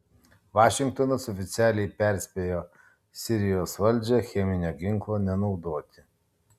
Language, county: Lithuanian, Kaunas